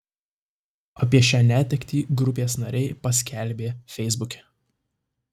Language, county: Lithuanian, Tauragė